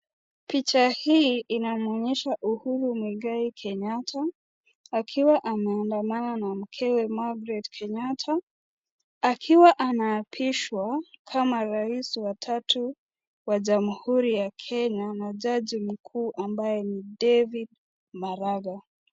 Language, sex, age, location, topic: Swahili, female, 25-35, Nakuru, government